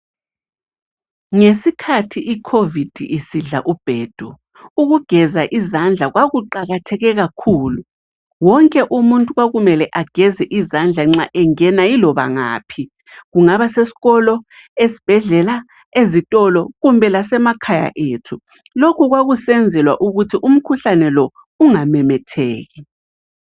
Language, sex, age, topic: North Ndebele, female, 36-49, health